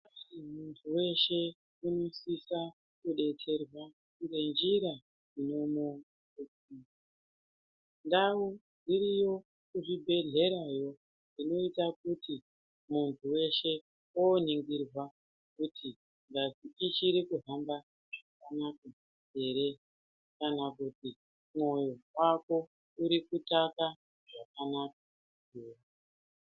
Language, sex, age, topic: Ndau, female, 36-49, health